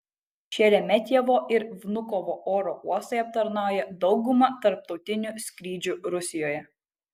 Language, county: Lithuanian, Kaunas